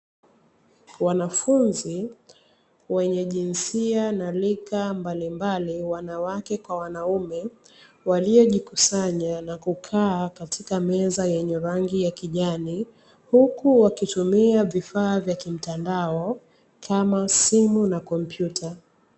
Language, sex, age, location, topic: Swahili, female, 25-35, Dar es Salaam, education